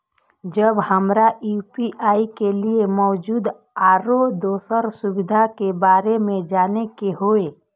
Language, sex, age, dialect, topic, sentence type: Maithili, female, 25-30, Eastern / Thethi, banking, question